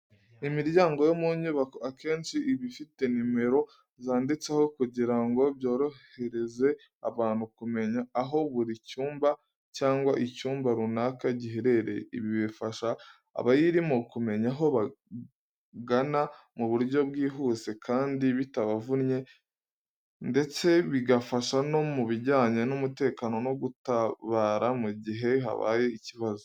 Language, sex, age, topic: Kinyarwanda, male, 18-24, education